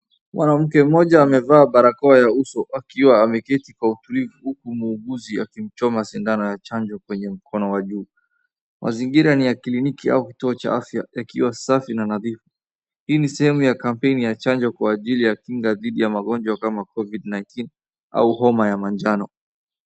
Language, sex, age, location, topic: Swahili, male, 25-35, Wajir, health